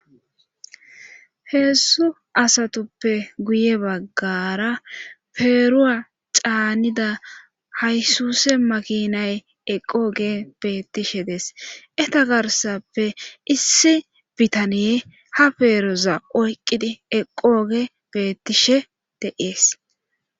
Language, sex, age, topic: Gamo, female, 25-35, government